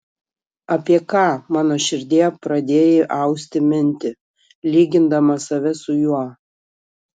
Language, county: Lithuanian, Kaunas